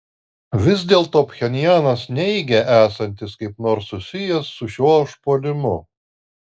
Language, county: Lithuanian, Alytus